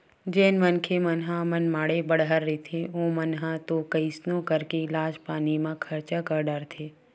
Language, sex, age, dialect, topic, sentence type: Chhattisgarhi, female, 18-24, Western/Budati/Khatahi, banking, statement